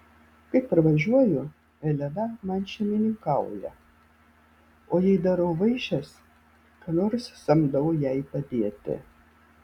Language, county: Lithuanian, Vilnius